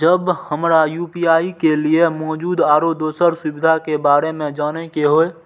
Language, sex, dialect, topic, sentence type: Maithili, male, Eastern / Thethi, banking, question